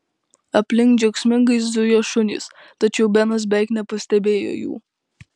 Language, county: Lithuanian, Kaunas